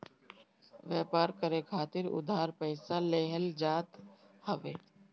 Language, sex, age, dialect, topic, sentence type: Bhojpuri, female, 36-40, Northern, banking, statement